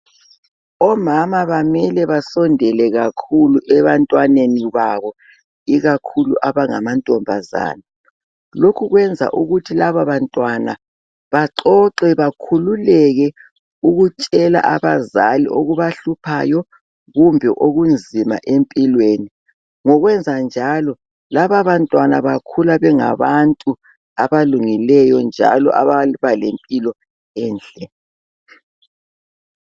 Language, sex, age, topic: North Ndebele, female, 50+, health